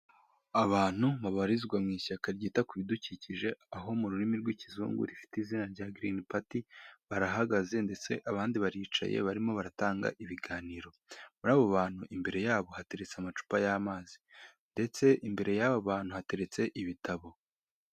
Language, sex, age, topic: Kinyarwanda, female, 18-24, government